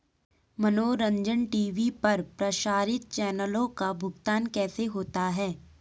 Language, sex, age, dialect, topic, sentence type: Hindi, female, 18-24, Garhwali, banking, question